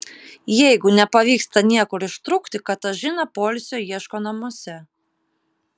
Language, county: Lithuanian, Kaunas